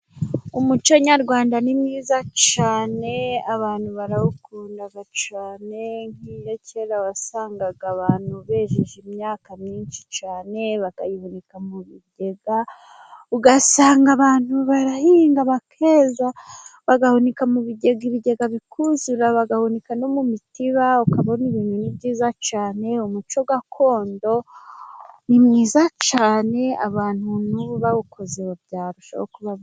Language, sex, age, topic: Kinyarwanda, female, 25-35, government